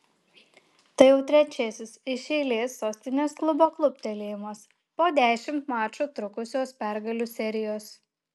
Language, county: Lithuanian, Šiauliai